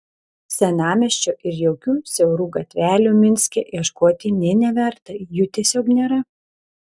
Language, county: Lithuanian, Telšiai